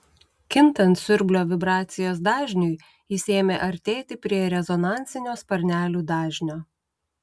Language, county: Lithuanian, Utena